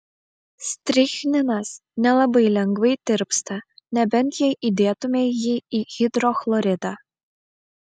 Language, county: Lithuanian, Vilnius